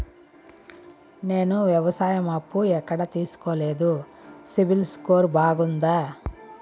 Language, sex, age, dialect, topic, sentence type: Telugu, female, 41-45, Southern, banking, question